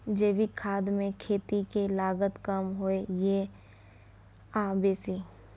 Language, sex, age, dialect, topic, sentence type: Maithili, female, 25-30, Bajjika, agriculture, question